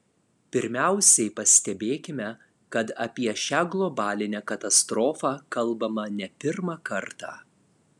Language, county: Lithuanian, Alytus